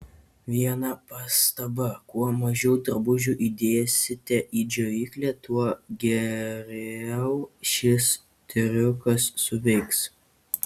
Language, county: Lithuanian, Kaunas